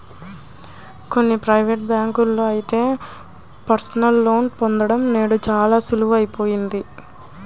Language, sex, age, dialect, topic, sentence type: Telugu, female, 18-24, Central/Coastal, banking, statement